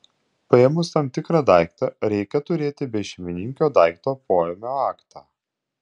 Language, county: Lithuanian, Utena